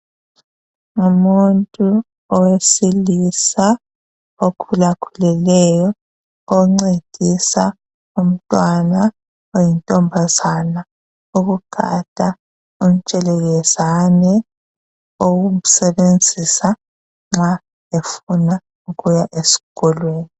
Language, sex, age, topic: North Ndebele, female, 25-35, health